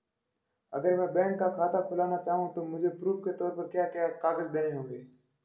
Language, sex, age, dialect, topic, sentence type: Hindi, male, 36-40, Marwari Dhudhari, banking, question